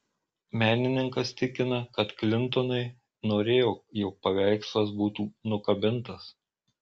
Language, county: Lithuanian, Marijampolė